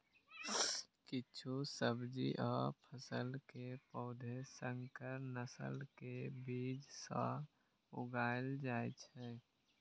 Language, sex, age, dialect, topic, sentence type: Maithili, male, 18-24, Eastern / Thethi, agriculture, statement